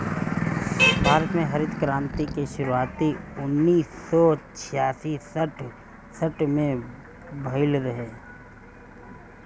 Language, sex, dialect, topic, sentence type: Bhojpuri, male, Northern, agriculture, statement